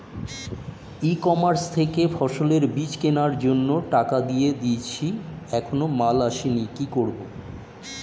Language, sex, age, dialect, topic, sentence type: Bengali, male, 51-55, Standard Colloquial, agriculture, question